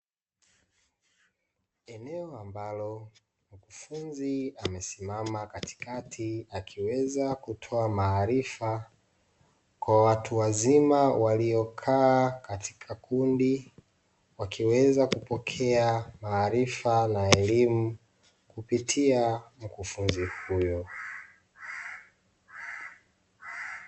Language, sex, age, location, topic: Swahili, male, 18-24, Dar es Salaam, education